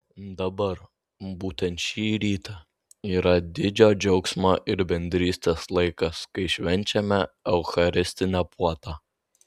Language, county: Lithuanian, Vilnius